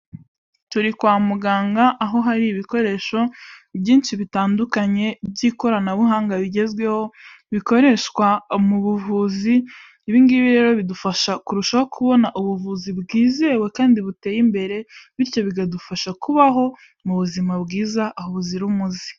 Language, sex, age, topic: Kinyarwanda, female, 18-24, health